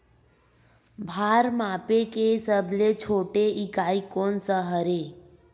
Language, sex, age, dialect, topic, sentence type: Chhattisgarhi, female, 18-24, Western/Budati/Khatahi, agriculture, question